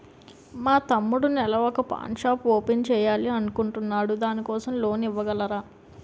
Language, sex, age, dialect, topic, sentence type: Telugu, female, 18-24, Utterandhra, banking, question